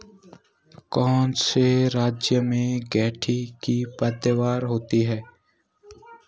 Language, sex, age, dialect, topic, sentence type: Hindi, male, 18-24, Garhwali, agriculture, question